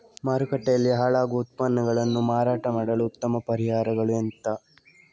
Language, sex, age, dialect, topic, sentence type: Kannada, male, 36-40, Coastal/Dakshin, agriculture, statement